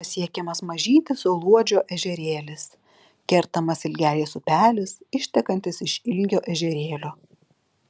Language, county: Lithuanian, Alytus